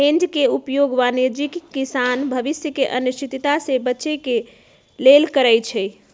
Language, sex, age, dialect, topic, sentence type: Magahi, female, 31-35, Western, banking, statement